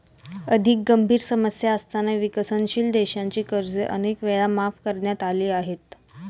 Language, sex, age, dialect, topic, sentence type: Marathi, female, 18-24, Standard Marathi, banking, statement